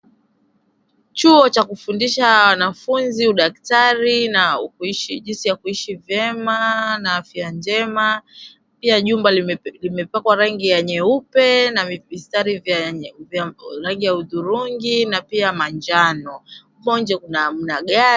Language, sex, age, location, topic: Swahili, female, 25-35, Mombasa, education